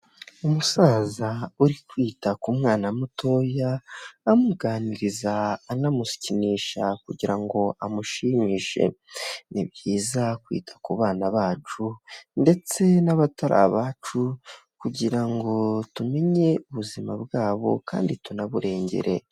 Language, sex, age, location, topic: Kinyarwanda, male, 18-24, Huye, health